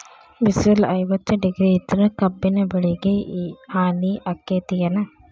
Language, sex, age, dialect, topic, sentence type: Kannada, female, 18-24, Dharwad Kannada, agriculture, question